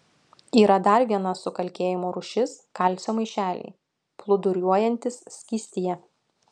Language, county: Lithuanian, Utena